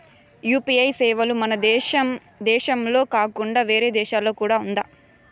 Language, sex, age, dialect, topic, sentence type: Telugu, female, 18-24, Southern, banking, question